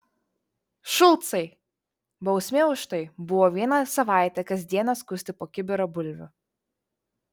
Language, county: Lithuanian, Vilnius